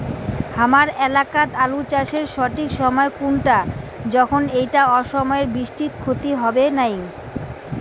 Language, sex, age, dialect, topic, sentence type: Bengali, female, 18-24, Rajbangshi, agriculture, question